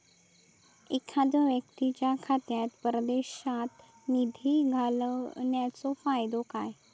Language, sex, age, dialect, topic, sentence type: Marathi, female, 18-24, Southern Konkan, banking, question